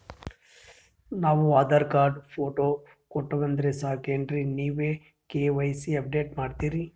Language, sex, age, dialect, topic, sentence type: Kannada, male, 31-35, Northeastern, banking, question